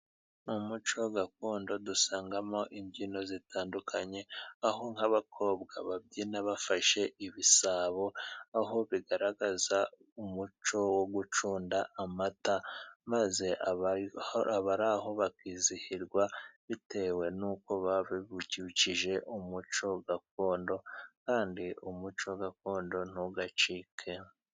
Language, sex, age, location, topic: Kinyarwanda, male, 36-49, Musanze, government